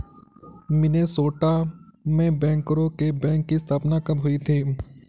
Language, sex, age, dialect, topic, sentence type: Hindi, male, 56-60, Kanauji Braj Bhasha, banking, statement